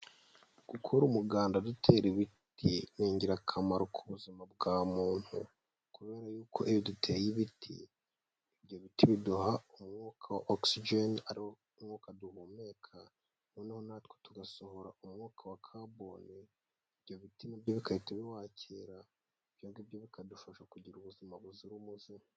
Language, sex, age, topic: Kinyarwanda, female, 18-24, health